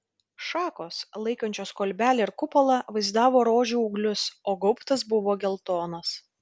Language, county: Lithuanian, Vilnius